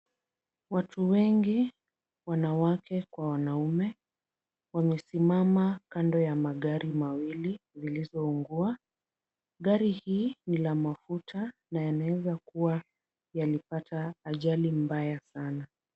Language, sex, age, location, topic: Swahili, female, 18-24, Kisumu, health